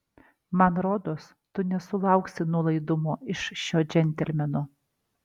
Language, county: Lithuanian, Alytus